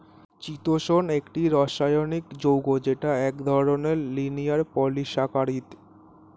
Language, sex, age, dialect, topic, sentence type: Bengali, male, 18-24, Standard Colloquial, agriculture, statement